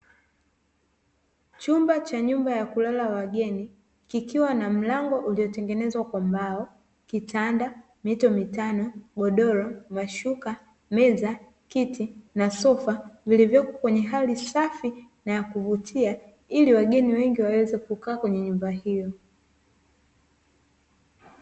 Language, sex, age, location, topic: Swahili, female, 18-24, Dar es Salaam, finance